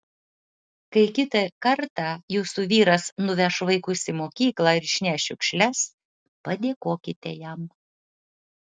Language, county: Lithuanian, Utena